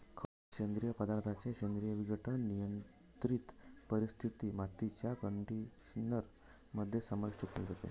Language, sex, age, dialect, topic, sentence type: Marathi, male, 31-35, Varhadi, agriculture, statement